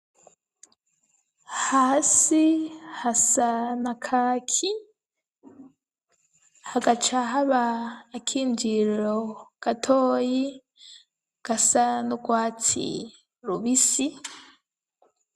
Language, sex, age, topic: Rundi, female, 25-35, education